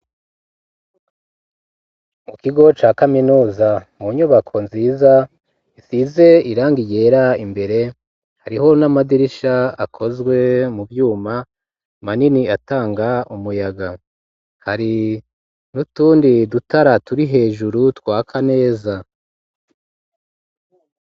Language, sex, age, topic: Rundi, female, 25-35, education